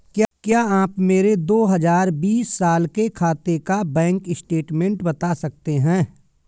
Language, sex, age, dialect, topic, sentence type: Hindi, male, 41-45, Awadhi Bundeli, banking, question